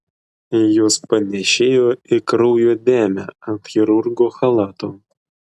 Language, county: Lithuanian, Klaipėda